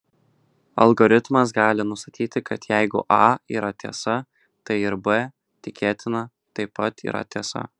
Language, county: Lithuanian, Kaunas